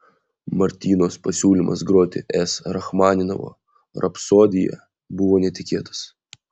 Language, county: Lithuanian, Vilnius